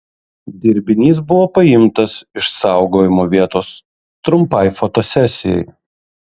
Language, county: Lithuanian, Kaunas